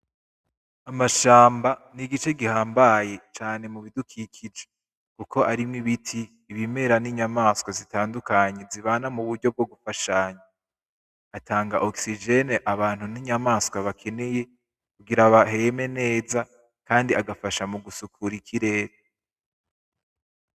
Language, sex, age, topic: Rundi, male, 18-24, agriculture